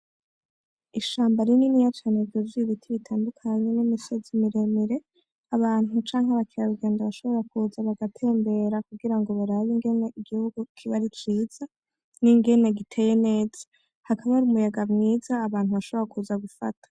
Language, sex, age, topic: Rundi, female, 18-24, agriculture